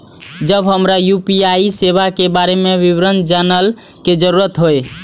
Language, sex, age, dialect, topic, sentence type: Maithili, male, 18-24, Eastern / Thethi, banking, question